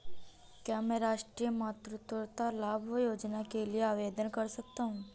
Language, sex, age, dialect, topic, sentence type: Hindi, female, 31-35, Awadhi Bundeli, banking, question